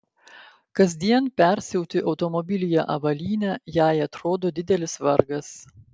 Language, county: Lithuanian, Klaipėda